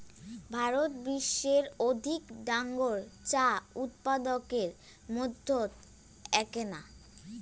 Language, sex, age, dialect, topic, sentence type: Bengali, female, 18-24, Rajbangshi, agriculture, statement